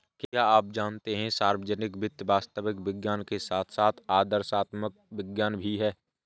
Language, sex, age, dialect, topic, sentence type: Hindi, male, 25-30, Awadhi Bundeli, banking, statement